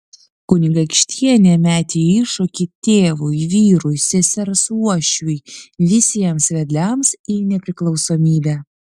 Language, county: Lithuanian, Vilnius